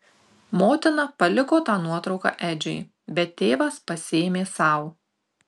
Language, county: Lithuanian, Tauragė